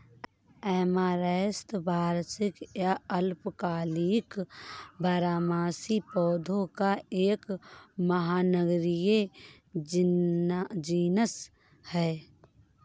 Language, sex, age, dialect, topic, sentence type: Hindi, female, 31-35, Awadhi Bundeli, agriculture, statement